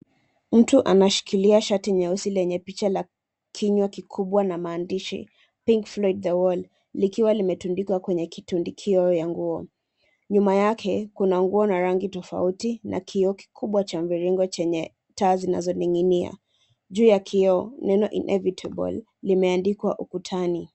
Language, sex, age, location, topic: Swahili, female, 25-35, Nairobi, finance